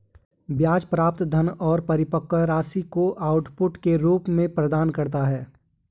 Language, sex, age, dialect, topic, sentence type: Hindi, male, 18-24, Garhwali, banking, statement